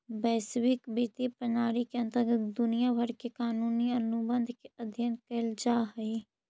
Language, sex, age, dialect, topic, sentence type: Magahi, female, 41-45, Central/Standard, banking, statement